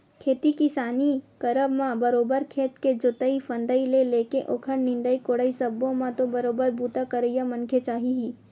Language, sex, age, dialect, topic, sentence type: Chhattisgarhi, female, 18-24, Western/Budati/Khatahi, agriculture, statement